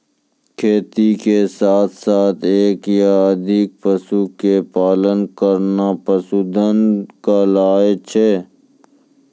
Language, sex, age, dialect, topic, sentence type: Maithili, male, 25-30, Angika, agriculture, statement